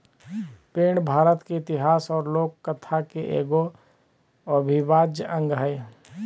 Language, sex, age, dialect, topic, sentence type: Magahi, male, 31-35, Southern, agriculture, statement